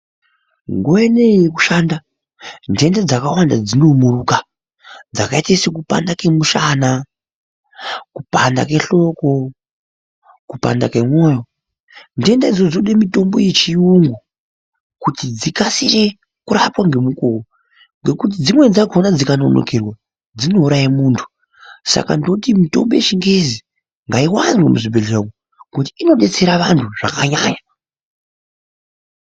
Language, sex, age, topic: Ndau, male, 50+, health